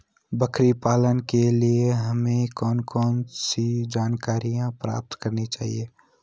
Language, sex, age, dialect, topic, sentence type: Hindi, male, 18-24, Garhwali, agriculture, question